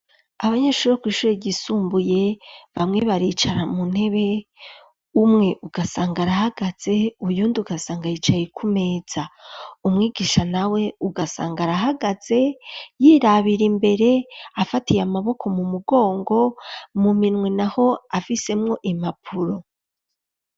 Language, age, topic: Rundi, 25-35, education